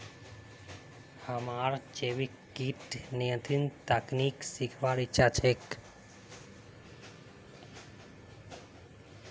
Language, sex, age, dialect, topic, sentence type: Magahi, male, 25-30, Northeastern/Surjapuri, agriculture, statement